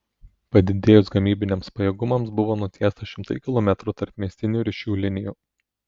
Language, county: Lithuanian, Telšiai